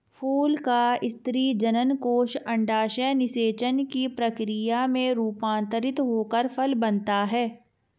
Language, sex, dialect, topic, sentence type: Hindi, female, Marwari Dhudhari, agriculture, statement